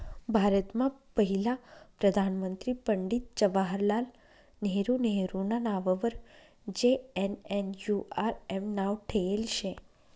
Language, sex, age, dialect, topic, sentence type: Marathi, female, 25-30, Northern Konkan, banking, statement